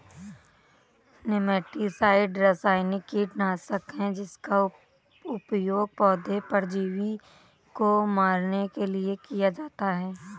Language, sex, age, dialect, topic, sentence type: Hindi, female, 18-24, Awadhi Bundeli, agriculture, statement